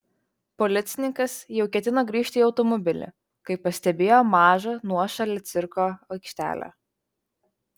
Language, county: Lithuanian, Vilnius